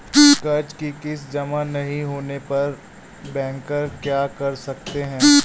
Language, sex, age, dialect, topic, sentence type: Hindi, male, 18-24, Awadhi Bundeli, banking, question